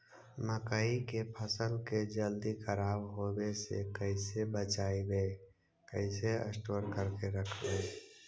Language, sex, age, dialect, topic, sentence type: Magahi, male, 60-100, Central/Standard, agriculture, question